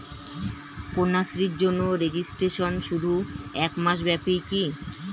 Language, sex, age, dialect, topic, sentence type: Bengali, male, 36-40, Standard Colloquial, banking, question